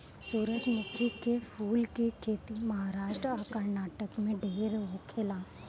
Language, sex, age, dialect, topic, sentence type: Bhojpuri, female, 18-24, Northern, agriculture, statement